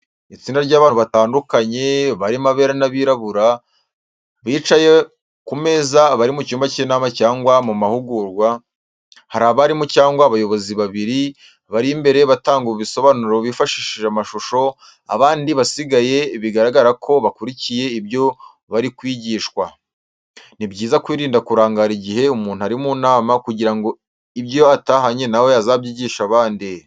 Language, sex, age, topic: Kinyarwanda, male, 18-24, education